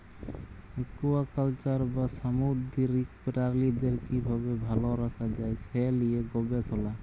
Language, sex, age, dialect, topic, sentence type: Bengali, male, 31-35, Jharkhandi, agriculture, statement